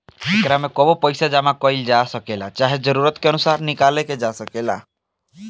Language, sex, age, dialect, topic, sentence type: Bhojpuri, male, <18, Southern / Standard, banking, statement